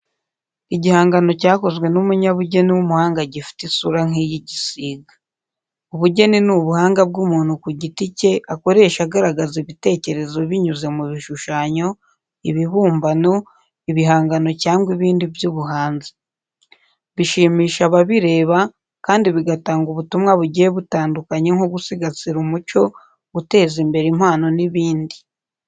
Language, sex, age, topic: Kinyarwanda, female, 18-24, education